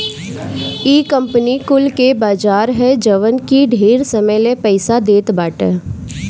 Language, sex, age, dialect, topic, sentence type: Bhojpuri, female, 18-24, Northern, banking, statement